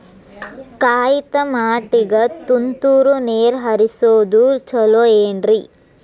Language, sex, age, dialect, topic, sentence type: Kannada, female, 25-30, Dharwad Kannada, agriculture, question